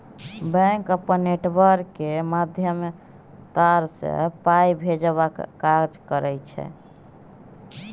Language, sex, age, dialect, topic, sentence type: Maithili, female, 31-35, Bajjika, banking, statement